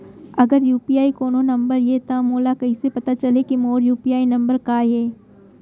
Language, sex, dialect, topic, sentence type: Chhattisgarhi, female, Central, banking, question